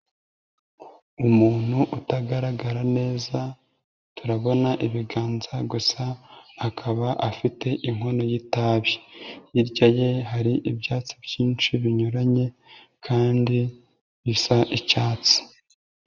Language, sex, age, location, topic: Kinyarwanda, female, 25-35, Nyagatare, government